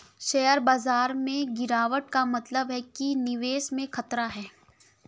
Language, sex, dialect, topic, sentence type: Hindi, female, Kanauji Braj Bhasha, banking, statement